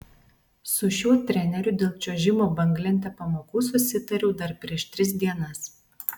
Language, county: Lithuanian, Alytus